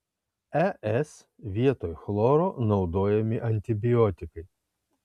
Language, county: Lithuanian, Kaunas